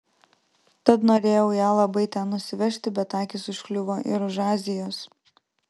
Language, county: Lithuanian, Vilnius